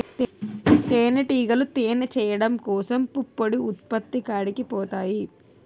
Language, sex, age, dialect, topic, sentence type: Telugu, female, 18-24, Utterandhra, agriculture, statement